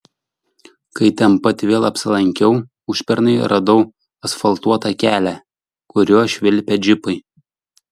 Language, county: Lithuanian, Šiauliai